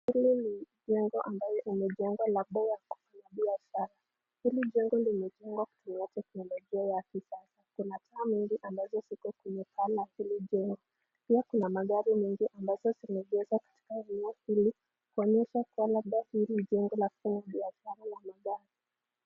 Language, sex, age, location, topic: Swahili, female, 25-35, Nakuru, finance